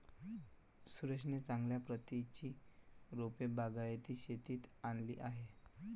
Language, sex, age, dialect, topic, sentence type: Marathi, male, 18-24, Varhadi, agriculture, statement